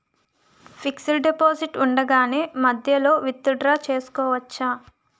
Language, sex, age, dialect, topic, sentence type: Telugu, female, 25-30, Utterandhra, banking, question